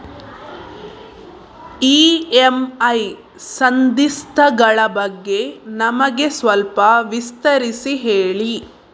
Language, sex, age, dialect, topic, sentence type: Kannada, female, 18-24, Coastal/Dakshin, banking, question